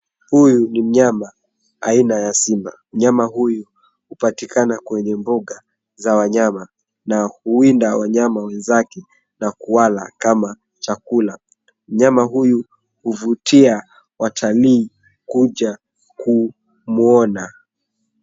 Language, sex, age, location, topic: Swahili, male, 18-24, Nairobi, agriculture